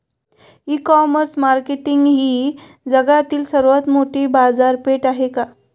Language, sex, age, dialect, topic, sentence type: Marathi, female, 25-30, Standard Marathi, agriculture, question